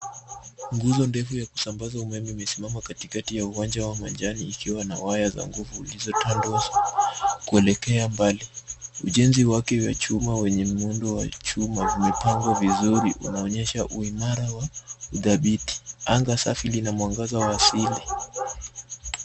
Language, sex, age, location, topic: Swahili, male, 18-24, Nairobi, government